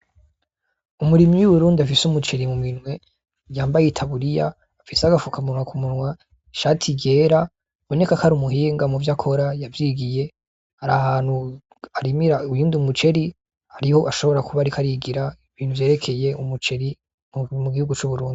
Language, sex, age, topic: Rundi, male, 25-35, agriculture